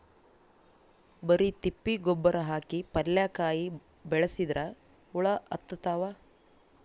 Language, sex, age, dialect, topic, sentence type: Kannada, female, 18-24, Northeastern, agriculture, question